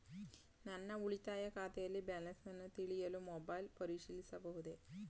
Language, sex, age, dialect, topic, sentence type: Kannada, female, 18-24, Mysore Kannada, banking, question